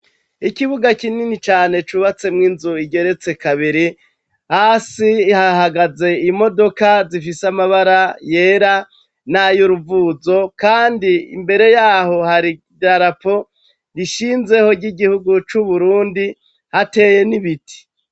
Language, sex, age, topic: Rundi, male, 36-49, education